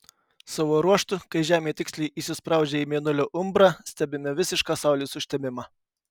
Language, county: Lithuanian, Kaunas